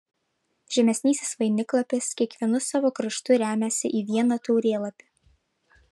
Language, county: Lithuanian, Vilnius